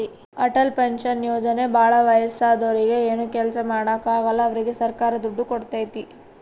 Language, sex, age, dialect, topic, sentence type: Kannada, female, 18-24, Central, banking, statement